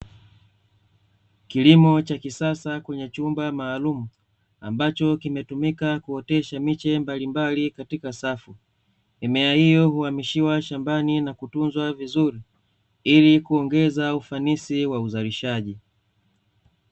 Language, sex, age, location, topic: Swahili, male, 25-35, Dar es Salaam, agriculture